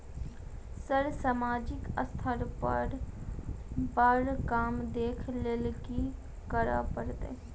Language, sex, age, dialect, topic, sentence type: Maithili, female, 18-24, Southern/Standard, banking, question